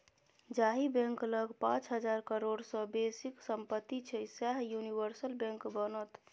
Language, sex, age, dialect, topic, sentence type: Maithili, female, 25-30, Bajjika, banking, statement